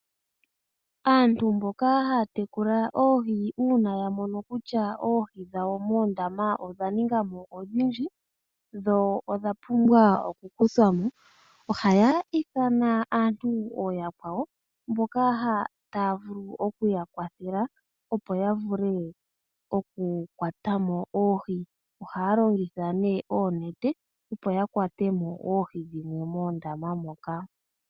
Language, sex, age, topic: Oshiwambo, male, 25-35, agriculture